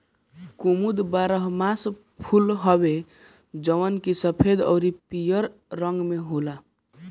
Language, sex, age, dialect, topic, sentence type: Bhojpuri, male, 18-24, Northern, agriculture, statement